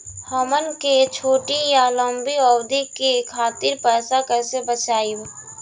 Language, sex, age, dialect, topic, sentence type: Bhojpuri, female, <18, Southern / Standard, banking, question